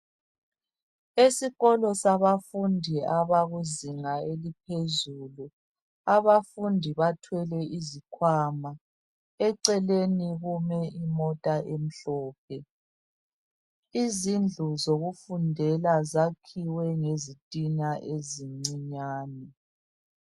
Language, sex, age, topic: North Ndebele, female, 36-49, education